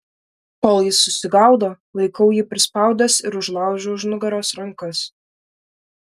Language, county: Lithuanian, Vilnius